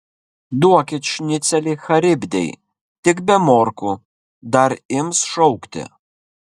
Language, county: Lithuanian, Kaunas